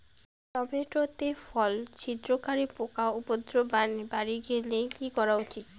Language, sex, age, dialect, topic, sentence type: Bengali, female, 18-24, Rajbangshi, agriculture, question